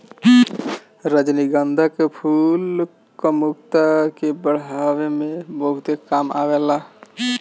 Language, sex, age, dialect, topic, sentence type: Bhojpuri, male, 25-30, Northern, agriculture, statement